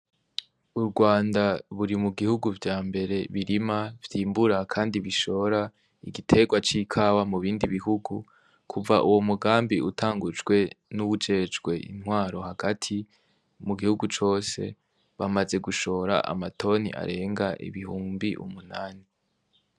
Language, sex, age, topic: Rundi, male, 18-24, agriculture